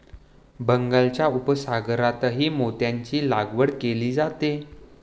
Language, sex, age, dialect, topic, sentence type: Marathi, male, 18-24, Standard Marathi, agriculture, statement